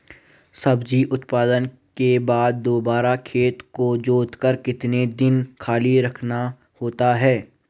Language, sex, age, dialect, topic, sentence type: Hindi, male, 18-24, Garhwali, agriculture, question